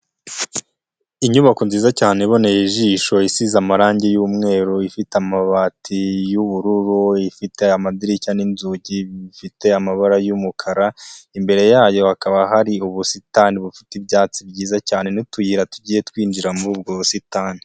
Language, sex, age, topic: Kinyarwanda, male, 25-35, education